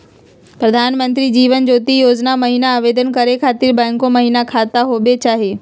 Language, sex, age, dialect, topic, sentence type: Magahi, female, 31-35, Southern, banking, question